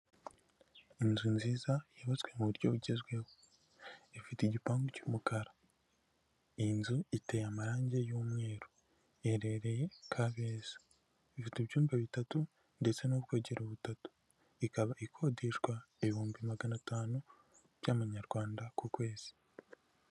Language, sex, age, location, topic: Kinyarwanda, male, 18-24, Kigali, finance